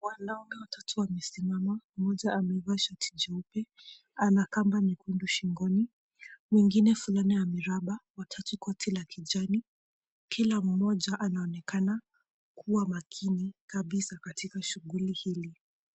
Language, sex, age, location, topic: Swahili, female, 18-24, Mombasa, government